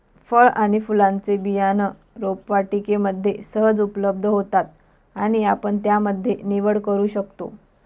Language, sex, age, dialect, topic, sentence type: Marathi, female, 25-30, Northern Konkan, agriculture, statement